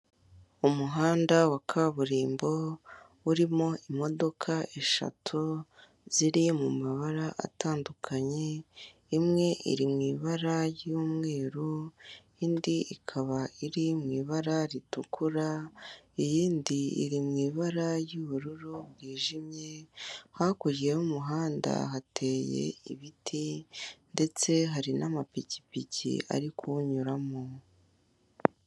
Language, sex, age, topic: Kinyarwanda, male, 25-35, government